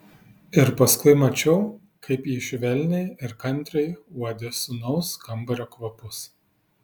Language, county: Lithuanian, Vilnius